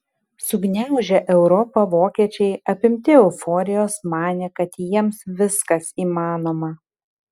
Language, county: Lithuanian, Kaunas